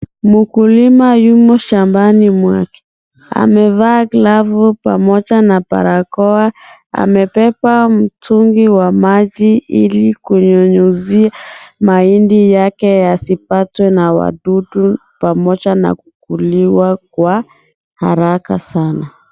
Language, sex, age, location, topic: Swahili, female, 25-35, Kisii, health